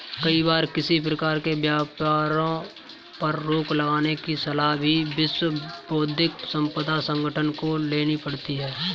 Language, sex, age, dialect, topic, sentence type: Hindi, male, 31-35, Kanauji Braj Bhasha, banking, statement